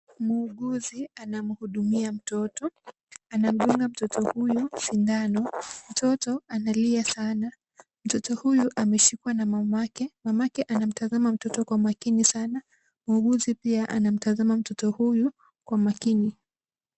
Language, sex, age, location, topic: Swahili, female, 18-24, Kisumu, health